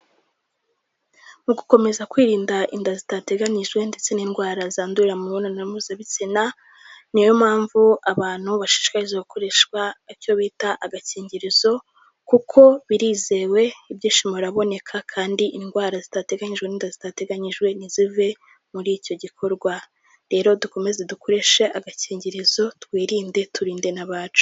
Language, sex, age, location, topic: Kinyarwanda, female, 18-24, Kigali, health